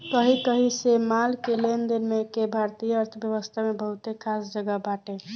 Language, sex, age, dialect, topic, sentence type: Bhojpuri, female, <18, Southern / Standard, banking, statement